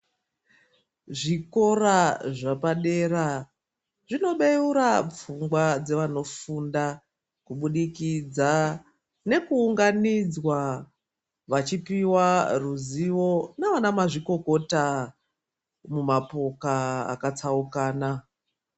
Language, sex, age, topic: Ndau, female, 36-49, education